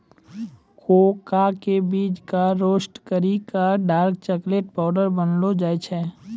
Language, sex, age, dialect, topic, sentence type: Maithili, male, 18-24, Angika, agriculture, statement